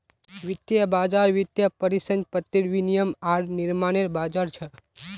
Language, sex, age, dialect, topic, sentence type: Magahi, male, 25-30, Northeastern/Surjapuri, banking, statement